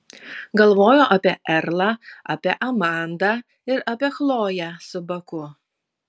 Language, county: Lithuanian, Vilnius